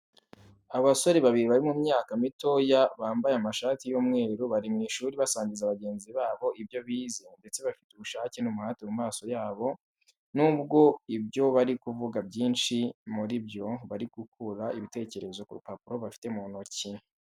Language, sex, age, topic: Kinyarwanda, male, 18-24, education